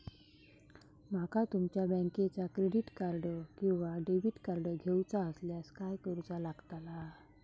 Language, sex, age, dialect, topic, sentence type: Marathi, female, 18-24, Southern Konkan, banking, question